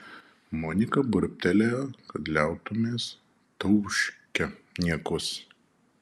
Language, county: Lithuanian, Šiauliai